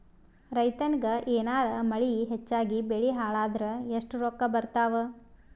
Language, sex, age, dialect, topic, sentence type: Kannada, female, 18-24, Northeastern, agriculture, question